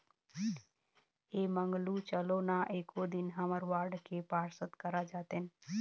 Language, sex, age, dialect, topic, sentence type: Chhattisgarhi, female, 31-35, Eastern, banking, statement